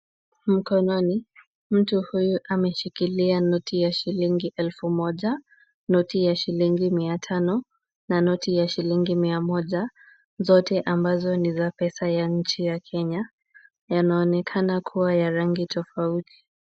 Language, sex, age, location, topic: Swahili, female, 18-24, Kisumu, finance